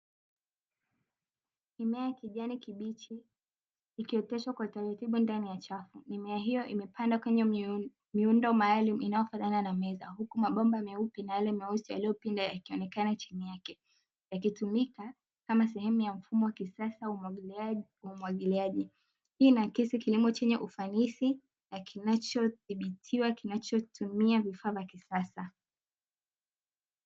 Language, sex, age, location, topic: Swahili, female, 18-24, Dar es Salaam, agriculture